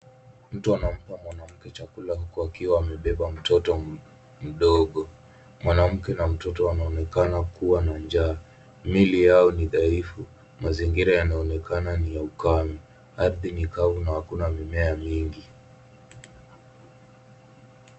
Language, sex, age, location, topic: Swahili, male, 18-24, Nairobi, health